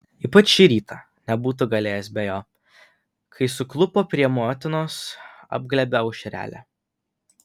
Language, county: Lithuanian, Vilnius